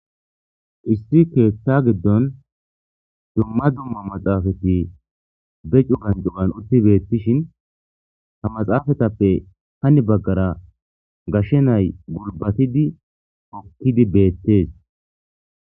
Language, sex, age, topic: Gamo, male, 18-24, government